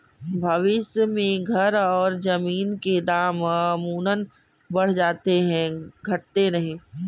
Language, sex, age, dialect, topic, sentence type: Hindi, female, 51-55, Kanauji Braj Bhasha, banking, statement